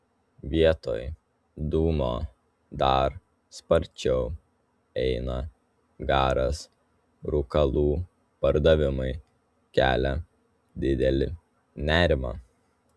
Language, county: Lithuanian, Telšiai